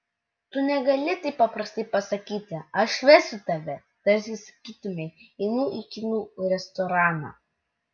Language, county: Lithuanian, Utena